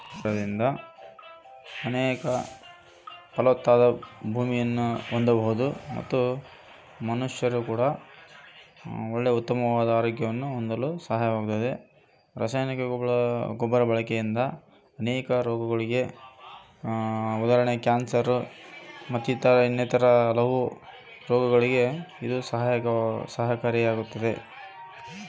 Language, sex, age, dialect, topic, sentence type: Kannada, male, 36-40, Central, agriculture, question